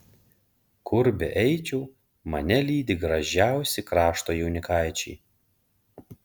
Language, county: Lithuanian, Panevėžys